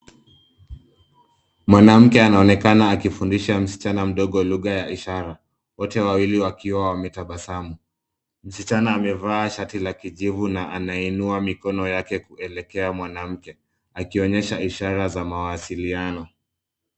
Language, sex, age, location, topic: Swahili, male, 25-35, Nairobi, education